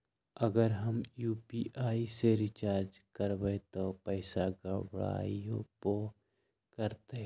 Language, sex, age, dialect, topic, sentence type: Magahi, male, 60-100, Western, banking, question